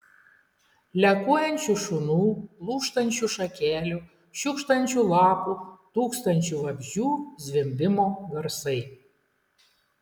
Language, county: Lithuanian, Klaipėda